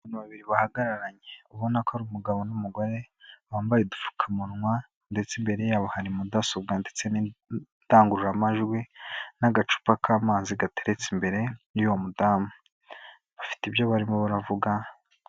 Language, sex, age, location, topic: Kinyarwanda, female, 25-35, Kigali, government